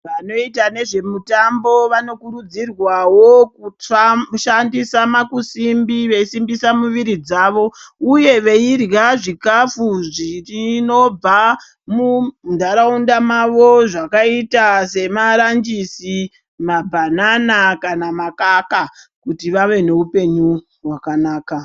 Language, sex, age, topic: Ndau, female, 36-49, health